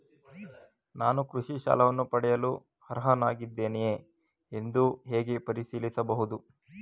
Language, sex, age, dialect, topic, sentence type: Kannada, male, 18-24, Mysore Kannada, banking, question